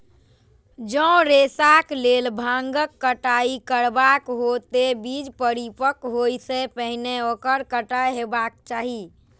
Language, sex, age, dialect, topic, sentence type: Maithili, female, 18-24, Eastern / Thethi, agriculture, statement